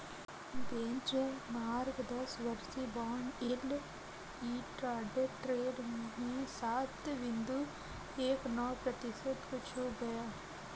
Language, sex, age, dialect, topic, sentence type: Hindi, female, 36-40, Kanauji Braj Bhasha, agriculture, statement